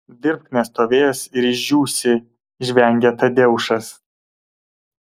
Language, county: Lithuanian, Kaunas